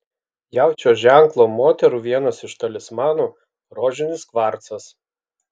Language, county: Lithuanian, Kaunas